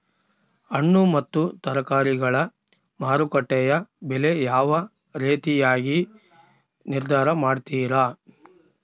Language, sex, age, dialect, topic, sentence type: Kannada, male, 36-40, Central, agriculture, question